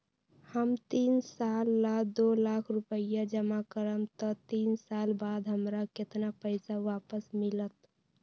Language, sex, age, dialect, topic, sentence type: Magahi, female, 18-24, Western, banking, question